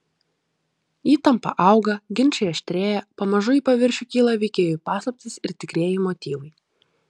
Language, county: Lithuanian, Klaipėda